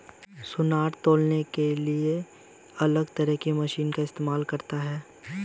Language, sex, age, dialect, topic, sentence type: Hindi, male, 18-24, Hindustani Malvi Khadi Boli, agriculture, statement